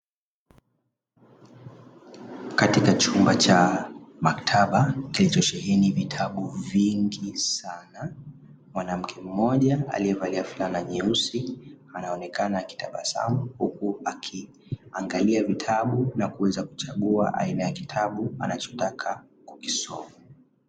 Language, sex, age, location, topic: Swahili, male, 25-35, Dar es Salaam, education